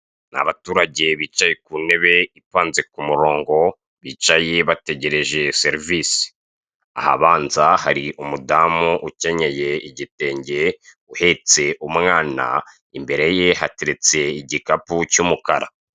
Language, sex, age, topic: Kinyarwanda, male, 36-49, government